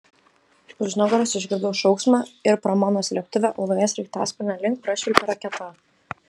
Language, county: Lithuanian, Kaunas